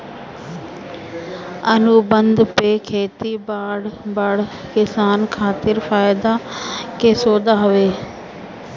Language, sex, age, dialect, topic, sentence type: Bhojpuri, female, 31-35, Northern, agriculture, statement